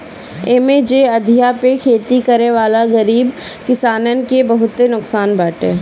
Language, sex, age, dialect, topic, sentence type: Bhojpuri, female, 31-35, Northern, agriculture, statement